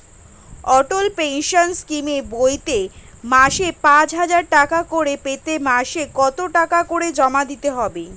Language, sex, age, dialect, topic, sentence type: Bengali, female, 18-24, Standard Colloquial, banking, question